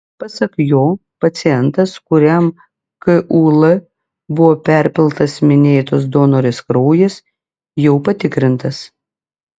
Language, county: Lithuanian, Klaipėda